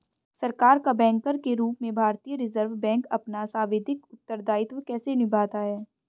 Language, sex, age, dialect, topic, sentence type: Hindi, female, 25-30, Hindustani Malvi Khadi Boli, banking, question